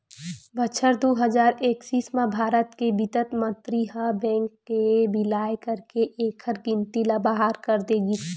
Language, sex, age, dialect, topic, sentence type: Chhattisgarhi, female, 18-24, Western/Budati/Khatahi, banking, statement